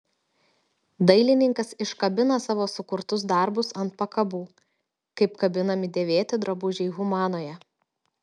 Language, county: Lithuanian, Telšiai